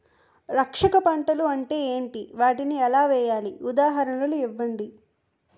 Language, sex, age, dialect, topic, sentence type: Telugu, female, 18-24, Utterandhra, agriculture, question